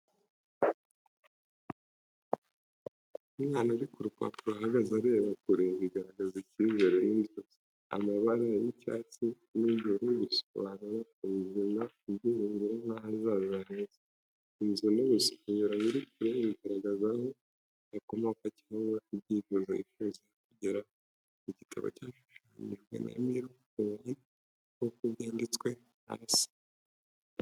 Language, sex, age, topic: Kinyarwanda, male, 25-35, education